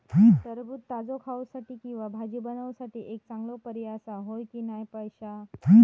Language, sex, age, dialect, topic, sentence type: Marathi, female, 60-100, Southern Konkan, agriculture, statement